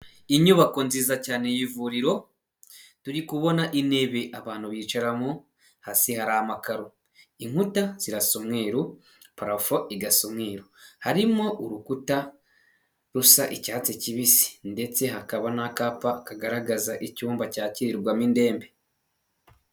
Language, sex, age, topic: Kinyarwanda, male, 18-24, health